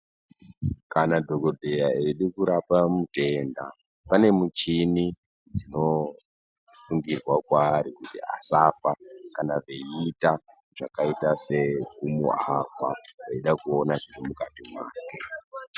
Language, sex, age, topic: Ndau, male, 18-24, health